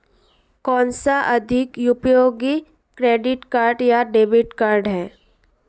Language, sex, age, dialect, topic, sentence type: Hindi, female, 18-24, Marwari Dhudhari, banking, question